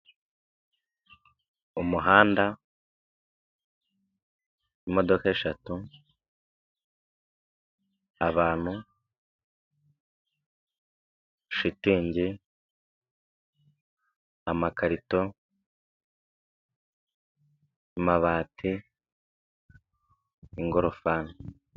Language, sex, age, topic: Kinyarwanda, male, 25-35, government